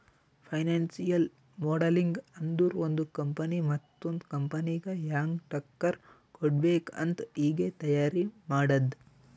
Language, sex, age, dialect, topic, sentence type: Kannada, male, 18-24, Northeastern, banking, statement